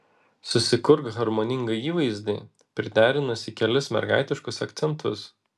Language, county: Lithuanian, Vilnius